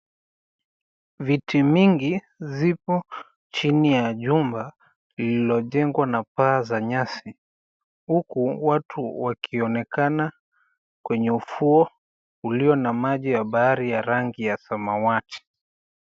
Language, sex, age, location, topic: Swahili, male, 25-35, Mombasa, government